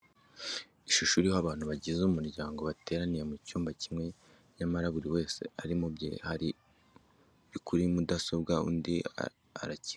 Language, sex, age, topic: Kinyarwanda, male, 25-35, education